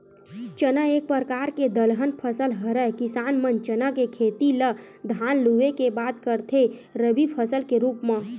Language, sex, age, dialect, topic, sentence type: Chhattisgarhi, male, 25-30, Western/Budati/Khatahi, agriculture, statement